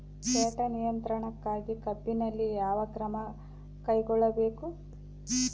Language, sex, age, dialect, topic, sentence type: Kannada, female, 36-40, Central, agriculture, question